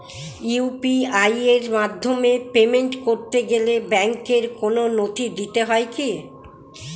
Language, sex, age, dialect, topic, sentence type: Bengali, female, 60-100, Rajbangshi, banking, question